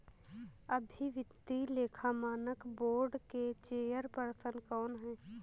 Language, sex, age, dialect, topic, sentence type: Hindi, female, 18-24, Awadhi Bundeli, banking, statement